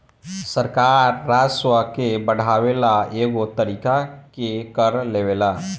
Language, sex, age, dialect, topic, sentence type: Bhojpuri, male, 18-24, Southern / Standard, banking, statement